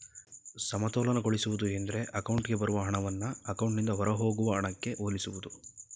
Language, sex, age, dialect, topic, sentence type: Kannada, male, 31-35, Mysore Kannada, banking, statement